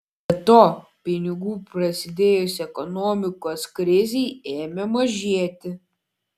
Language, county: Lithuanian, Klaipėda